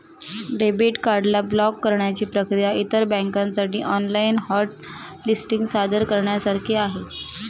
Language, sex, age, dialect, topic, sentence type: Marathi, female, 31-35, Northern Konkan, banking, statement